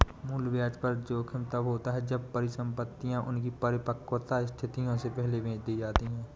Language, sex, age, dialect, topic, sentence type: Hindi, male, 18-24, Awadhi Bundeli, banking, statement